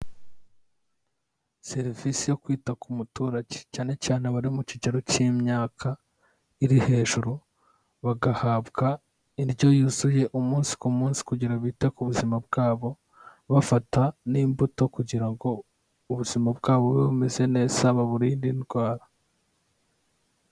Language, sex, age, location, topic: Kinyarwanda, male, 18-24, Kigali, health